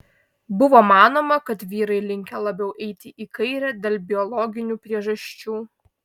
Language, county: Lithuanian, Vilnius